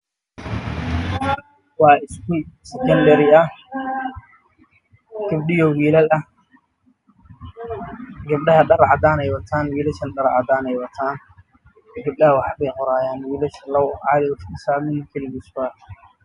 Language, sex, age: Somali, male, 18-24